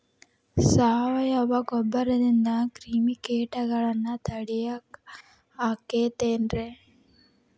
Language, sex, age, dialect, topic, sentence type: Kannada, female, 18-24, Dharwad Kannada, agriculture, question